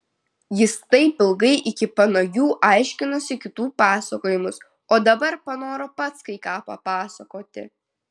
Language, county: Lithuanian, Vilnius